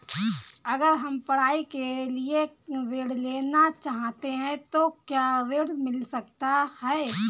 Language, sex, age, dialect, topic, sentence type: Hindi, female, 18-24, Awadhi Bundeli, banking, question